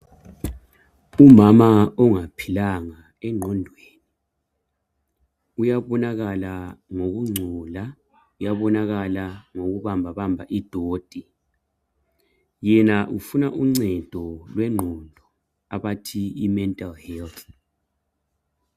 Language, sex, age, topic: North Ndebele, male, 50+, health